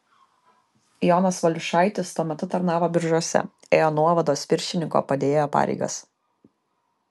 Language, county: Lithuanian, Kaunas